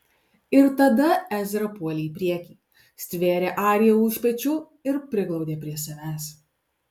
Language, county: Lithuanian, Alytus